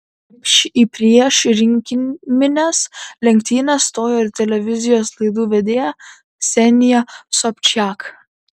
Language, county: Lithuanian, Kaunas